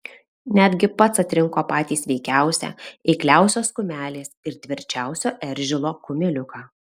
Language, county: Lithuanian, Alytus